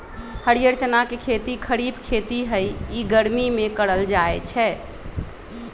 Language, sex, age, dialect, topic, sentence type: Magahi, female, 31-35, Western, agriculture, statement